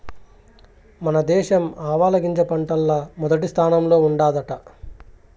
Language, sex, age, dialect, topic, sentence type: Telugu, male, 25-30, Southern, agriculture, statement